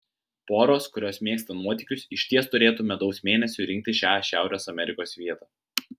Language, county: Lithuanian, Vilnius